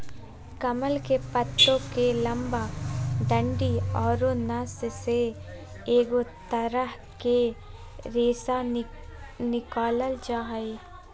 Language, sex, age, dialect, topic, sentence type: Magahi, female, 18-24, Southern, agriculture, statement